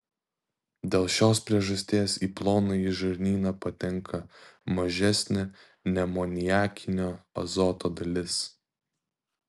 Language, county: Lithuanian, Vilnius